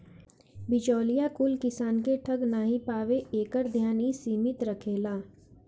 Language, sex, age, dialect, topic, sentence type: Bhojpuri, female, <18, Northern, agriculture, statement